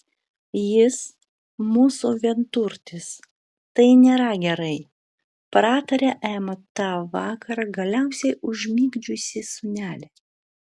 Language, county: Lithuanian, Vilnius